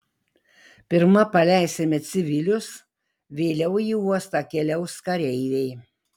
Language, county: Lithuanian, Marijampolė